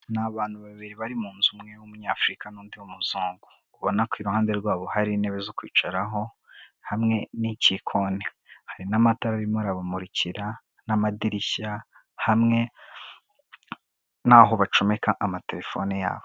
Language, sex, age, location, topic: Kinyarwanda, female, 25-35, Kigali, finance